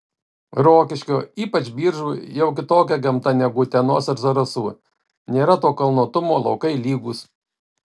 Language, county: Lithuanian, Kaunas